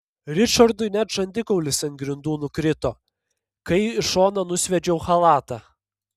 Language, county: Lithuanian, Panevėžys